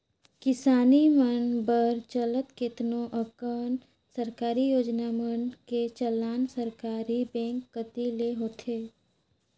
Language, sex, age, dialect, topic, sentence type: Chhattisgarhi, female, 36-40, Northern/Bhandar, banking, statement